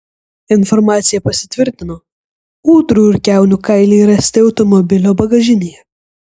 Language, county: Lithuanian, Kaunas